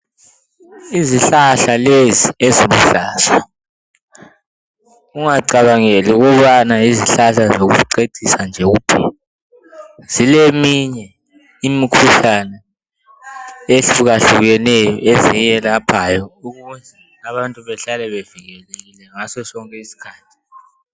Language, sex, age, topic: North Ndebele, male, 18-24, health